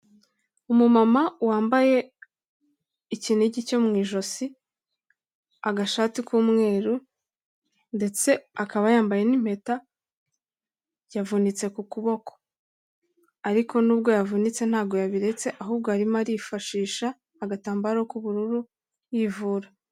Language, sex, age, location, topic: Kinyarwanda, female, 18-24, Kigali, health